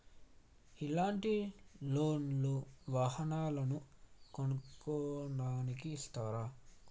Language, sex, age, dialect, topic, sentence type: Telugu, male, 18-24, Telangana, banking, statement